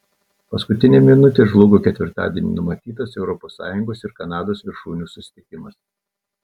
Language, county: Lithuanian, Telšiai